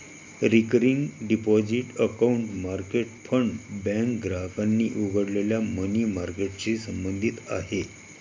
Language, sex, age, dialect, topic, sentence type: Marathi, male, 31-35, Varhadi, banking, statement